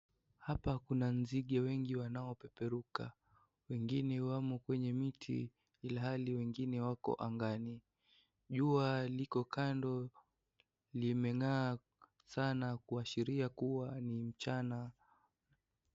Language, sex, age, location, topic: Swahili, male, 18-24, Kisii, health